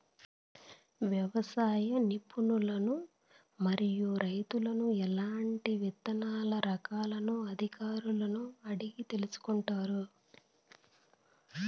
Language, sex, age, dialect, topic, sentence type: Telugu, female, 41-45, Southern, agriculture, question